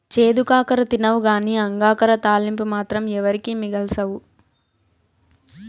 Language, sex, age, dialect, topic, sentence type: Telugu, female, 18-24, Southern, agriculture, statement